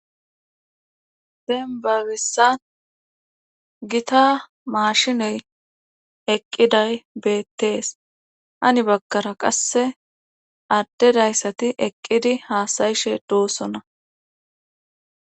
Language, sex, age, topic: Gamo, female, 36-49, government